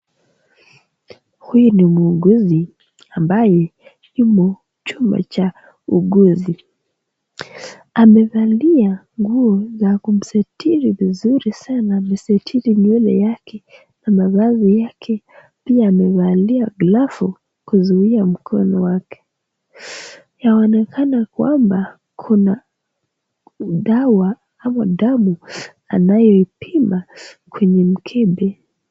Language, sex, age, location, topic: Swahili, female, 18-24, Nakuru, agriculture